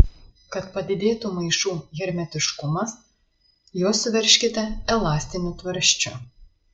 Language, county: Lithuanian, Marijampolė